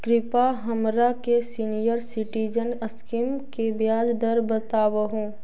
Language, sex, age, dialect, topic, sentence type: Magahi, female, 18-24, Central/Standard, banking, statement